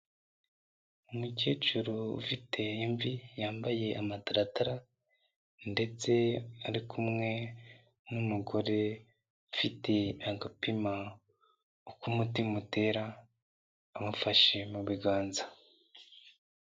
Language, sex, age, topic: Kinyarwanda, male, 25-35, health